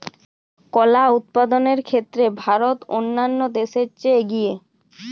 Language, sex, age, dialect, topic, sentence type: Bengali, female, 18-24, Jharkhandi, agriculture, statement